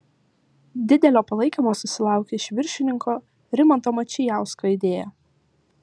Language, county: Lithuanian, Vilnius